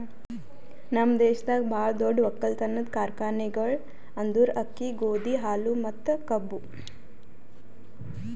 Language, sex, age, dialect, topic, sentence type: Kannada, female, 18-24, Northeastern, agriculture, statement